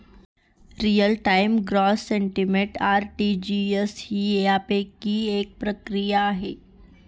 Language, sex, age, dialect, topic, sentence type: Marathi, female, 18-24, Northern Konkan, banking, statement